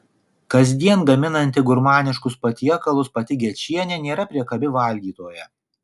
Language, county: Lithuanian, Kaunas